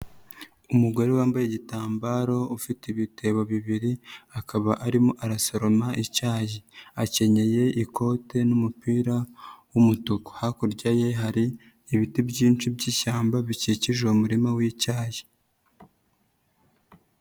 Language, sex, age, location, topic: Kinyarwanda, female, 25-35, Nyagatare, agriculture